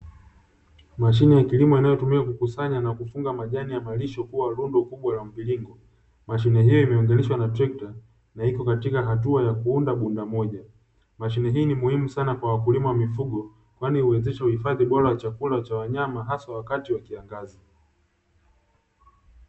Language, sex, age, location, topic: Swahili, male, 18-24, Dar es Salaam, agriculture